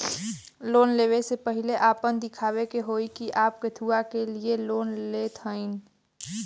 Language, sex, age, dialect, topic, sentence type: Bhojpuri, female, 18-24, Western, banking, question